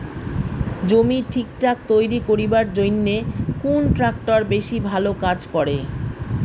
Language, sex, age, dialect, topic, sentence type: Bengali, female, 36-40, Rajbangshi, agriculture, question